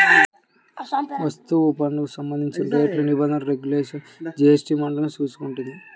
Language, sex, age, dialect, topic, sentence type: Telugu, male, 18-24, Central/Coastal, banking, statement